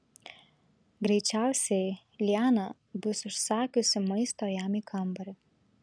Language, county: Lithuanian, Šiauliai